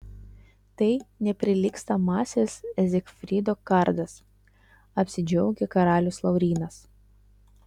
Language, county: Lithuanian, Utena